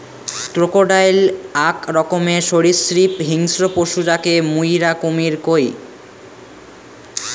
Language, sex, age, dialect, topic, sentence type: Bengali, male, 18-24, Rajbangshi, agriculture, statement